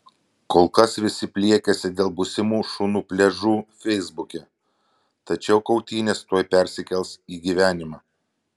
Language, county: Lithuanian, Vilnius